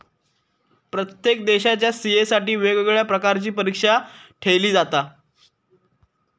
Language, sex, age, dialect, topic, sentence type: Marathi, female, 25-30, Southern Konkan, banking, statement